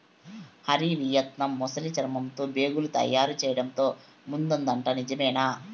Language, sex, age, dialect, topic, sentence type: Telugu, male, 56-60, Southern, agriculture, statement